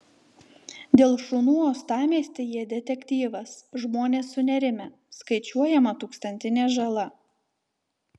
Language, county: Lithuanian, Telšiai